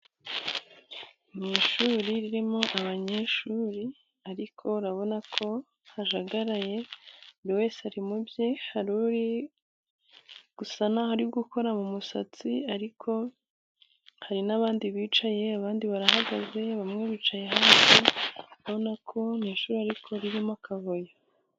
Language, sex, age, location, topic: Kinyarwanda, female, 18-24, Musanze, education